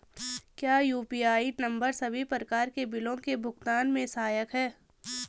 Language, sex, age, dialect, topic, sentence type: Hindi, female, 18-24, Garhwali, banking, question